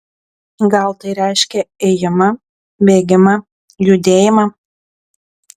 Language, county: Lithuanian, Klaipėda